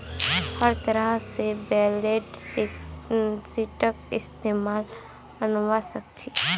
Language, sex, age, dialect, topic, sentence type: Magahi, female, 41-45, Northeastern/Surjapuri, banking, statement